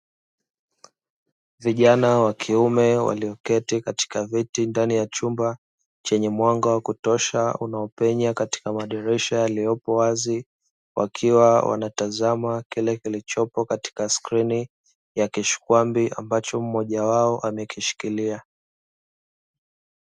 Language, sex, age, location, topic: Swahili, male, 18-24, Dar es Salaam, education